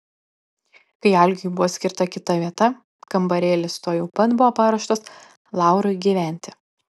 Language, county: Lithuanian, Panevėžys